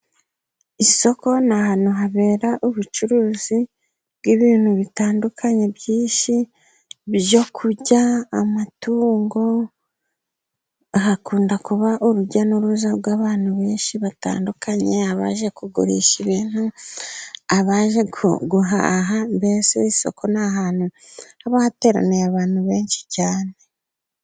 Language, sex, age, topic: Kinyarwanda, female, 25-35, finance